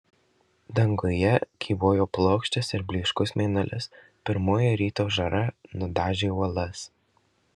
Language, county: Lithuanian, Marijampolė